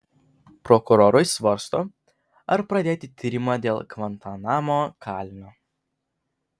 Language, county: Lithuanian, Vilnius